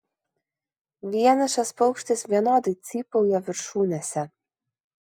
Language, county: Lithuanian, Kaunas